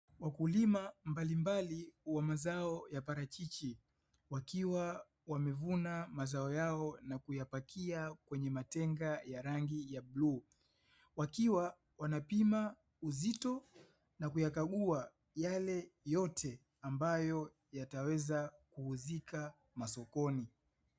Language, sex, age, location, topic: Swahili, male, 25-35, Dar es Salaam, agriculture